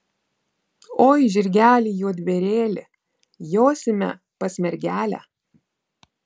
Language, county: Lithuanian, Vilnius